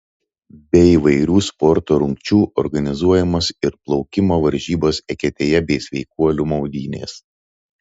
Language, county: Lithuanian, Telšiai